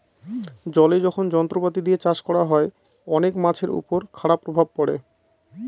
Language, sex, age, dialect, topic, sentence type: Bengali, male, 25-30, Northern/Varendri, agriculture, statement